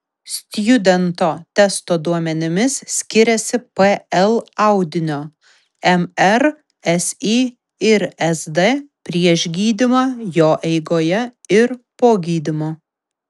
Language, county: Lithuanian, Vilnius